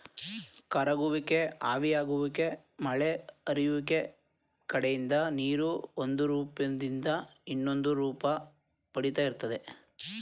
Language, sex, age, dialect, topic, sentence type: Kannada, male, 18-24, Mysore Kannada, agriculture, statement